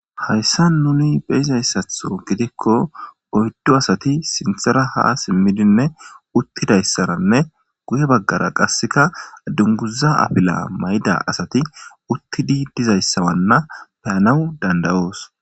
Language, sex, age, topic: Gamo, female, 18-24, government